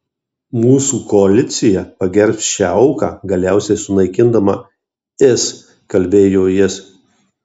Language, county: Lithuanian, Marijampolė